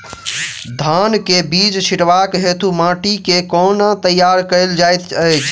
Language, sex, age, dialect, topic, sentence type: Maithili, male, 18-24, Southern/Standard, agriculture, question